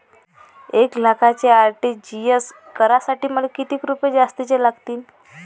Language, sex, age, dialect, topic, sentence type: Marathi, female, 25-30, Varhadi, banking, question